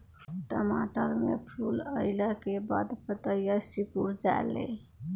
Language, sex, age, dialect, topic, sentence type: Bhojpuri, male, 18-24, Northern, agriculture, question